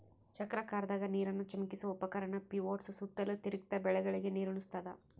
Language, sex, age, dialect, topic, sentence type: Kannada, female, 18-24, Central, agriculture, statement